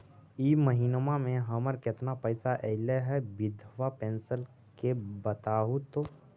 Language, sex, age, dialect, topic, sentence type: Magahi, male, 18-24, Central/Standard, banking, question